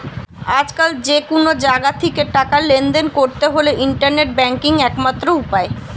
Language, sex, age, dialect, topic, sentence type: Bengali, female, 25-30, Western, banking, statement